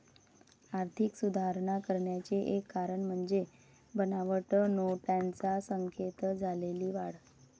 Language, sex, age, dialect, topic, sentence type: Marathi, female, 60-100, Varhadi, banking, statement